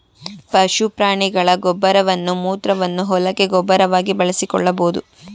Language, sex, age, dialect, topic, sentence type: Kannada, female, 18-24, Mysore Kannada, agriculture, statement